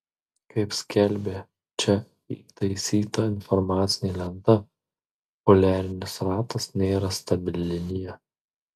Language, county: Lithuanian, Marijampolė